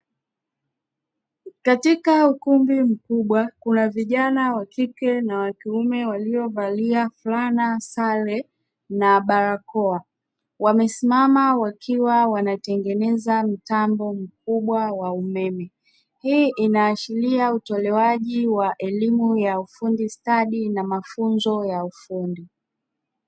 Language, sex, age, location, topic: Swahili, female, 25-35, Dar es Salaam, education